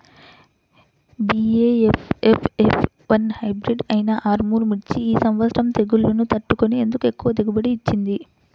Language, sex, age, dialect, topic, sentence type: Telugu, female, 25-30, Central/Coastal, agriculture, question